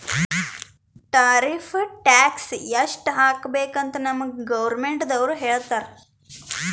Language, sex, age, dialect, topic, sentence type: Kannada, female, 18-24, Northeastern, banking, statement